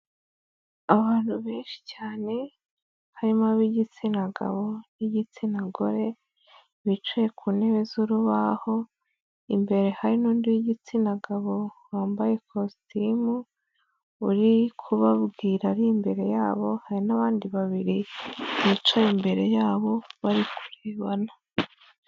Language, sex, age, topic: Kinyarwanda, female, 25-35, health